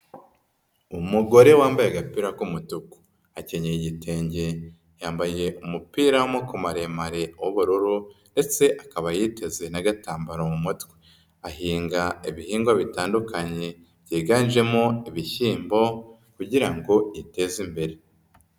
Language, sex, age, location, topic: Kinyarwanda, female, 18-24, Nyagatare, finance